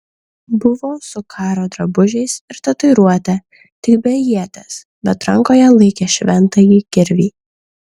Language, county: Lithuanian, Kaunas